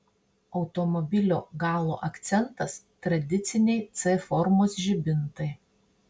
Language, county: Lithuanian, Marijampolė